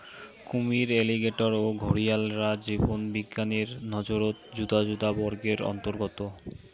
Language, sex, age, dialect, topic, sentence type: Bengali, male, 18-24, Rajbangshi, agriculture, statement